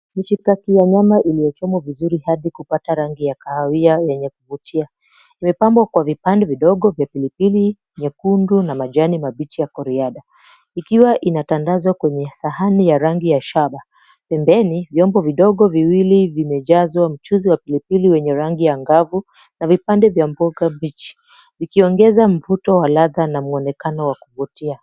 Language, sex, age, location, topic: Swahili, female, 25-35, Mombasa, agriculture